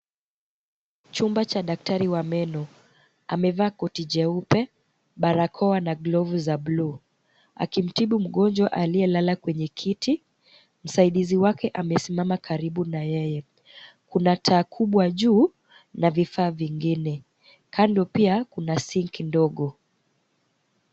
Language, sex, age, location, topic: Swahili, female, 25-35, Kisumu, health